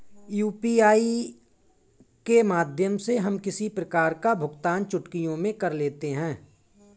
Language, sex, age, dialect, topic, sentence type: Hindi, male, 18-24, Marwari Dhudhari, banking, statement